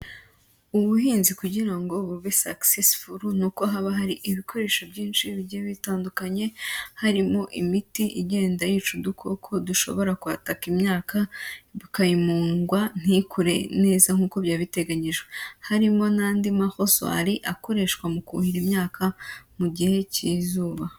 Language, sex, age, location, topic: Kinyarwanda, female, 18-24, Huye, agriculture